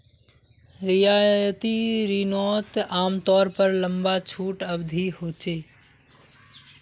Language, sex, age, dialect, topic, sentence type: Magahi, male, 56-60, Northeastern/Surjapuri, banking, statement